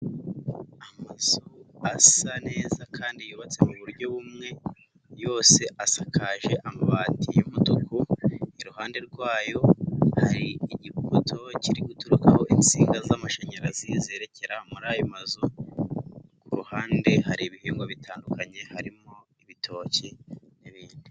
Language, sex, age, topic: Kinyarwanda, female, 25-35, government